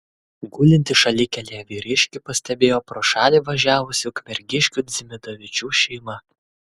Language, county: Lithuanian, Kaunas